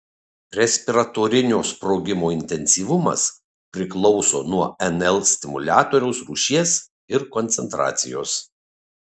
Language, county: Lithuanian, Kaunas